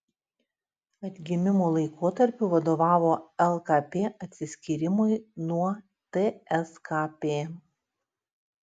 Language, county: Lithuanian, Utena